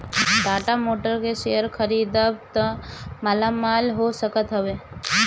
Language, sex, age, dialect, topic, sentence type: Bhojpuri, female, 18-24, Northern, banking, statement